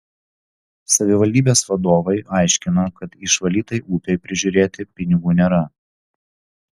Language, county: Lithuanian, Vilnius